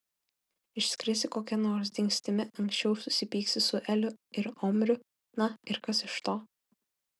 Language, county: Lithuanian, Kaunas